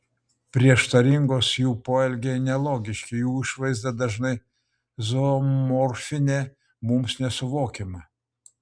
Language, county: Lithuanian, Utena